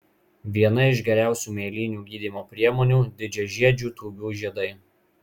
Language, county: Lithuanian, Marijampolė